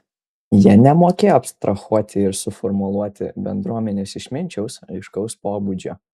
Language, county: Lithuanian, Kaunas